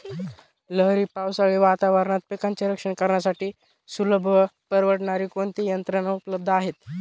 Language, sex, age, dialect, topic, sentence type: Marathi, male, 18-24, Northern Konkan, agriculture, question